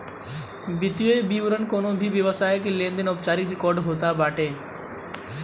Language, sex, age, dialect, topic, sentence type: Bhojpuri, male, 18-24, Northern, banking, statement